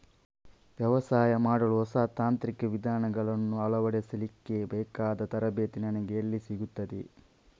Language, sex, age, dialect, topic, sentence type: Kannada, male, 31-35, Coastal/Dakshin, agriculture, question